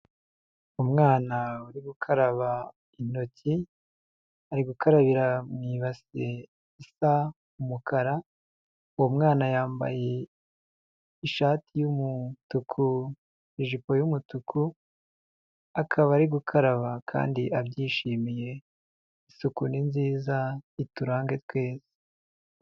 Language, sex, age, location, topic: Kinyarwanda, male, 50+, Huye, health